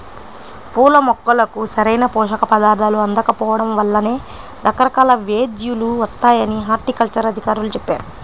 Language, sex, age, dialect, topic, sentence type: Telugu, female, 25-30, Central/Coastal, agriculture, statement